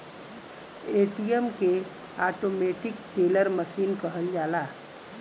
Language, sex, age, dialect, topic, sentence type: Bhojpuri, female, 41-45, Western, banking, statement